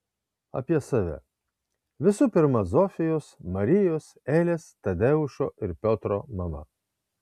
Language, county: Lithuanian, Kaunas